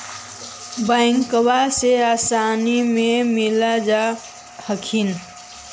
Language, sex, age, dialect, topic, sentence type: Magahi, female, 60-100, Central/Standard, agriculture, question